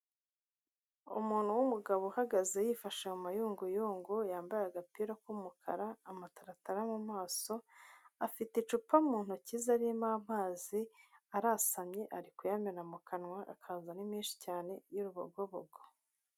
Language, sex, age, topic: Kinyarwanda, female, 25-35, health